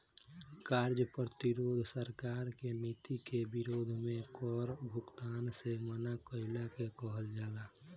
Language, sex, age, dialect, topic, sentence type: Bhojpuri, male, 18-24, Southern / Standard, banking, statement